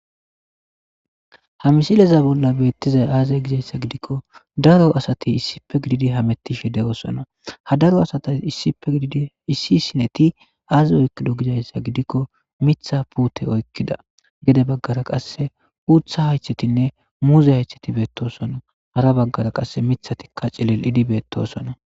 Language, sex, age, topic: Gamo, male, 18-24, agriculture